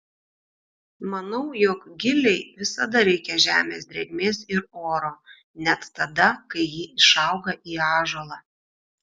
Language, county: Lithuanian, Šiauliai